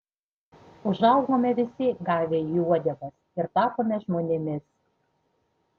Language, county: Lithuanian, Panevėžys